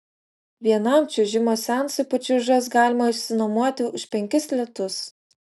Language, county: Lithuanian, Utena